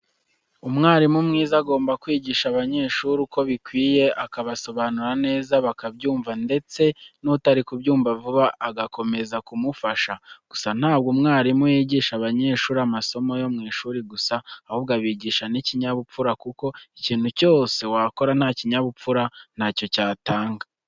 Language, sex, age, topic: Kinyarwanda, male, 18-24, education